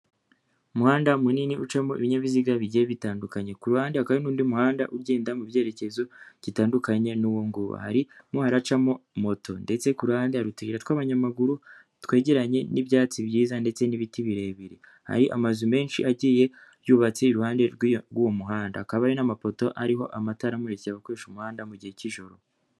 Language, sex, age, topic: Kinyarwanda, female, 25-35, government